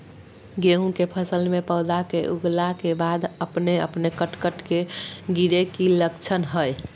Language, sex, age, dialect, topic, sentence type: Magahi, female, 41-45, Southern, agriculture, question